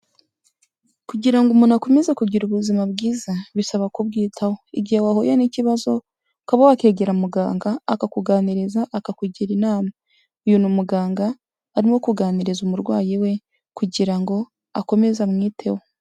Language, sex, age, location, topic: Kinyarwanda, female, 18-24, Kigali, health